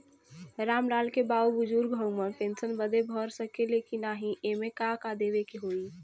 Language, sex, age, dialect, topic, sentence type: Bhojpuri, female, 25-30, Western, banking, question